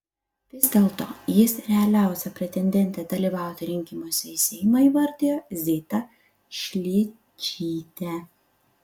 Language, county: Lithuanian, Utena